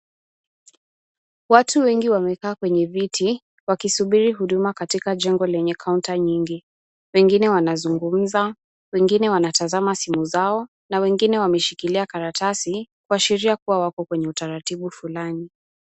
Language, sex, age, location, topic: Swahili, female, 18-24, Kisumu, government